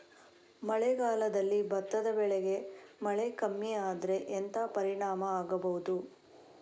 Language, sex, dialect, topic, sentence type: Kannada, female, Coastal/Dakshin, agriculture, question